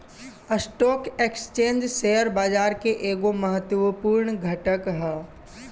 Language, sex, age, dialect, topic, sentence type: Bhojpuri, male, 18-24, Southern / Standard, banking, statement